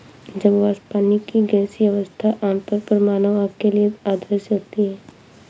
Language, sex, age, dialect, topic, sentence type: Hindi, female, 56-60, Awadhi Bundeli, agriculture, statement